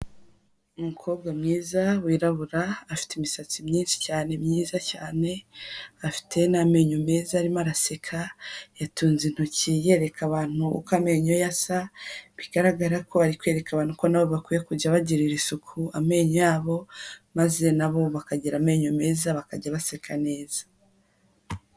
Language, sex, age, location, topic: Kinyarwanda, female, 18-24, Huye, health